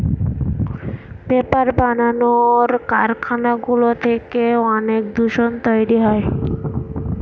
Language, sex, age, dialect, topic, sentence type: Bengali, female, 18-24, Northern/Varendri, agriculture, statement